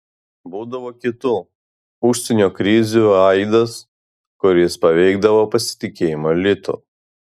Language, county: Lithuanian, Vilnius